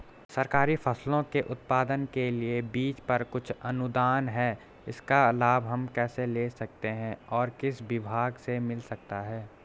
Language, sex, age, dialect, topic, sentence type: Hindi, male, 18-24, Garhwali, agriculture, question